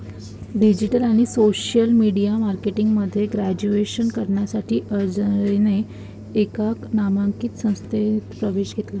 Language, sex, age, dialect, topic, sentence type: Marathi, female, 18-24, Varhadi, banking, statement